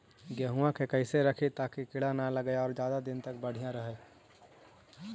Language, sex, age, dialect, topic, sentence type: Magahi, male, 18-24, Central/Standard, agriculture, question